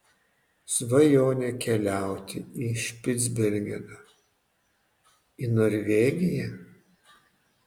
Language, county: Lithuanian, Panevėžys